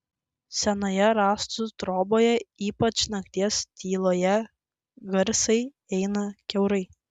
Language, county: Lithuanian, Klaipėda